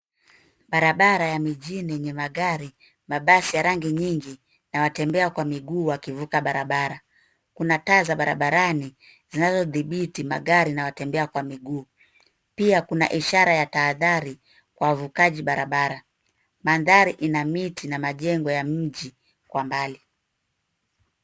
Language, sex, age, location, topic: Swahili, female, 18-24, Nairobi, government